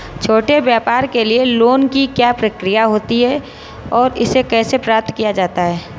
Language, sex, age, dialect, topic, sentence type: Hindi, female, 36-40, Marwari Dhudhari, banking, question